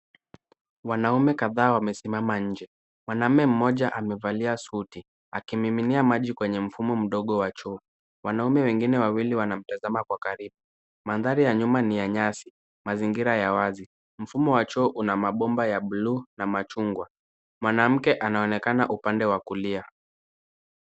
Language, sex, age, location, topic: Swahili, male, 18-24, Kisumu, health